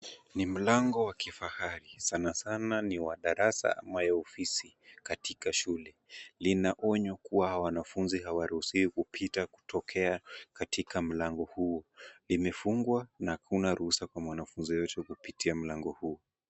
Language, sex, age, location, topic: Swahili, male, 18-24, Kisumu, education